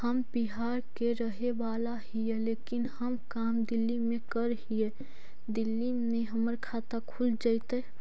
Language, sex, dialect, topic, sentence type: Magahi, female, Central/Standard, banking, question